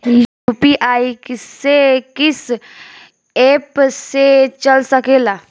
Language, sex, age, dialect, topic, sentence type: Bhojpuri, female, 18-24, Northern, banking, question